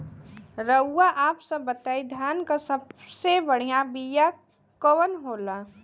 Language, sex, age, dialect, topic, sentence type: Bhojpuri, female, 18-24, Western, agriculture, question